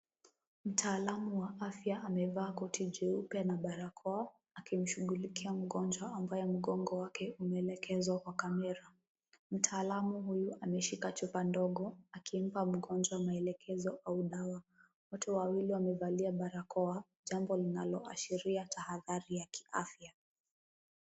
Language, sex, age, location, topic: Swahili, female, 18-24, Kisumu, health